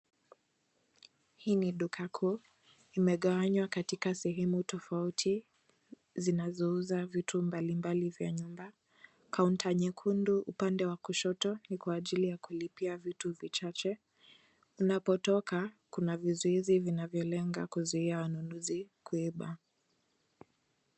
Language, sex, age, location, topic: Swahili, female, 18-24, Nairobi, finance